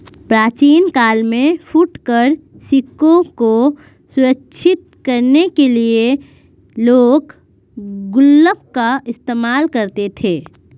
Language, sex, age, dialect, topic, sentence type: Hindi, female, 25-30, Marwari Dhudhari, banking, statement